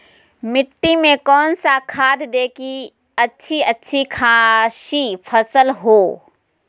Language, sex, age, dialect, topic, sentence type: Magahi, female, 51-55, Southern, agriculture, question